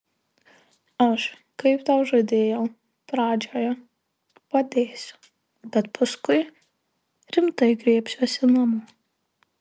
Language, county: Lithuanian, Marijampolė